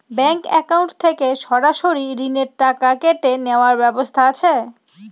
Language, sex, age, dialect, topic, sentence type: Bengali, female, 25-30, Northern/Varendri, banking, question